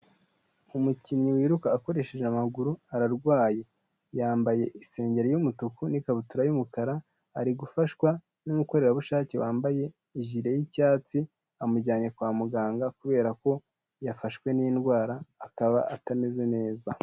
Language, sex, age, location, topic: Kinyarwanda, male, 18-24, Kigali, health